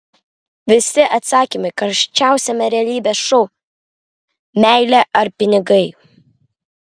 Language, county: Lithuanian, Vilnius